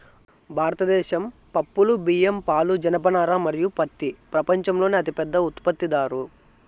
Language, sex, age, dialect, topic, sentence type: Telugu, male, 25-30, Southern, agriculture, statement